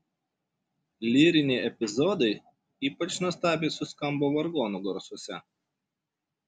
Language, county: Lithuanian, Šiauliai